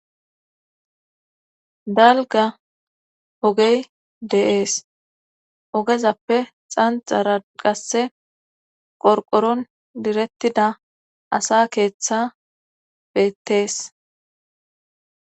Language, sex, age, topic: Gamo, female, 18-24, government